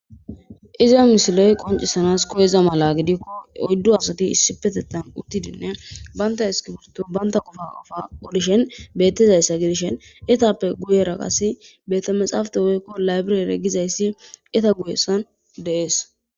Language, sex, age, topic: Gamo, female, 25-35, government